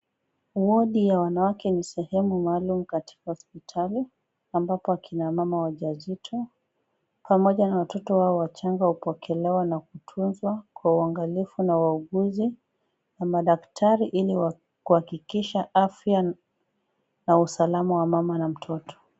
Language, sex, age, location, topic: Swahili, female, 25-35, Kisumu, health